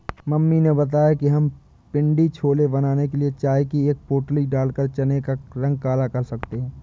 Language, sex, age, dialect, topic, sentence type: Hindi, male, 18-24, Awadhi Bundeli, agriculture, statement